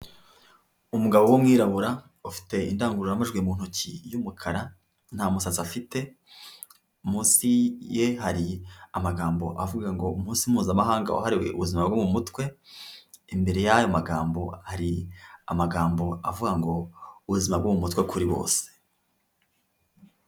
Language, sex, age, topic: Kinyarwanda, male, 25-35, health